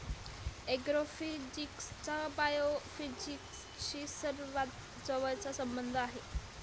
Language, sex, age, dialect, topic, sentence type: Marathi, female, 18-24, Standard Marathi, agriculture, statement